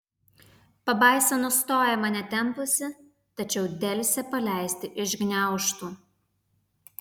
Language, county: Lithuanian, Alytus